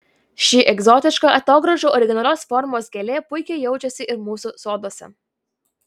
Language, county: Lithuanian, Vilnius